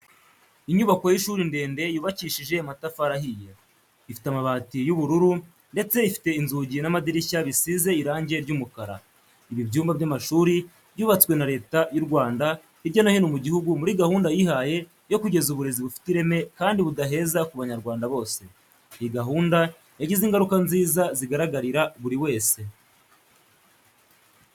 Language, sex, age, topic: Kinyarwanda, male, 18-24, education